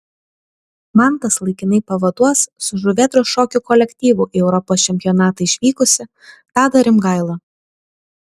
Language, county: Lithuanian, Vilnius